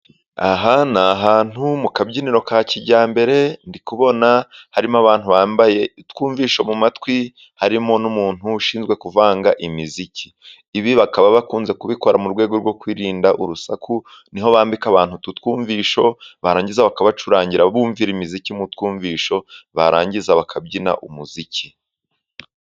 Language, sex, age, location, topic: Kinyarwanda, male, 25-35, Musanze, finance